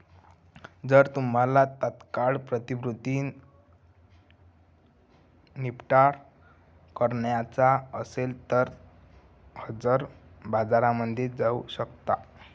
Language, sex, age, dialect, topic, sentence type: Marathi, male, 18-24, Northern Konkan, banking, statement